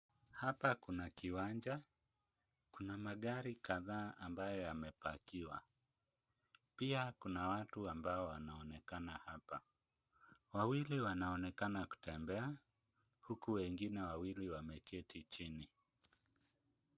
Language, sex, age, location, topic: Swahili, male, 25-35, Kisumu, finance